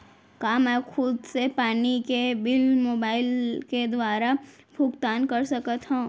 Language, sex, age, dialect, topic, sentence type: Chhattisgarhi, female, 18-24, Central, banking, question